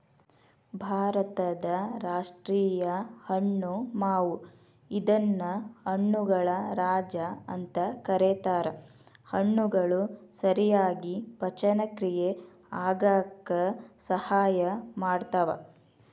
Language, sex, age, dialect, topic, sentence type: Kannada, female, 31-35, Dharwad Kannada, agriculture, statement